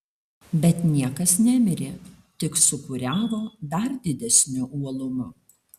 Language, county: Lithuanian, Alytus